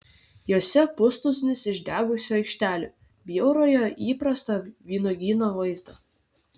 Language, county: Lithuanian, Vilnius